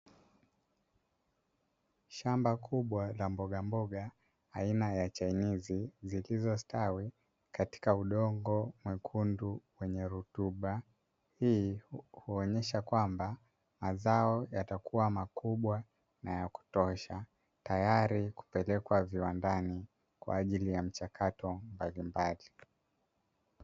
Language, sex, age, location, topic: Swahili, male, 25-35, Dar es Salaam, agriculture